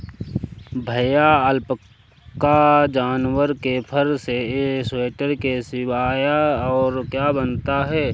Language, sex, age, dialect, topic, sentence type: Hindi, male, 56-60, Awadhi Bundeli, agriculture, statement